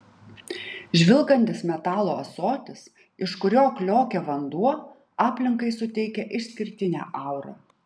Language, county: Lithuanian, Utena